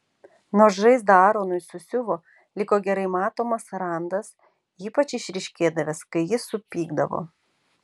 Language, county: Lithuanian, Vilnius